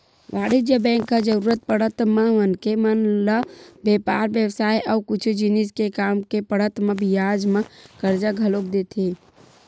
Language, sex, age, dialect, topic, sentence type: Chhattisgarhi, female, 41-45, Western/Budati/Khatahi, banking, statement